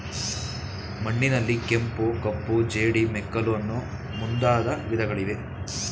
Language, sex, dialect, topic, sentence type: Kannada, male, Mysore Kannada, agriculture, statement